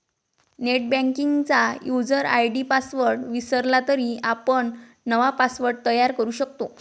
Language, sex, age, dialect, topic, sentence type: Marathi, female, 25-30, Varhadi, banking, statement